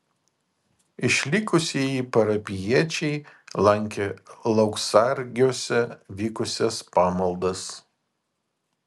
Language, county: Lithuanian, Vilnius